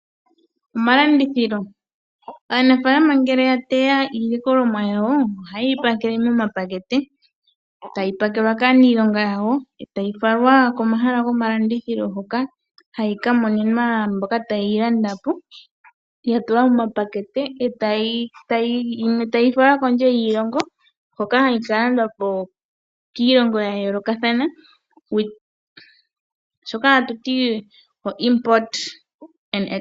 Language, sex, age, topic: Oshiwambo, female, 18-24, agriculture